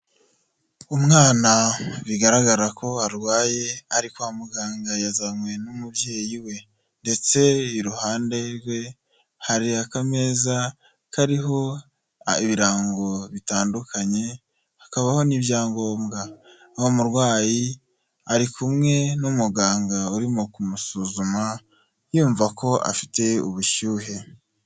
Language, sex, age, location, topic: Kinyarwanda, male, 25-35, Huye, health